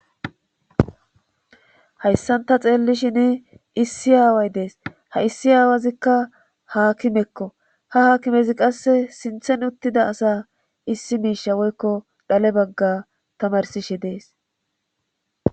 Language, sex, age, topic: Gamo, female, 18-24, government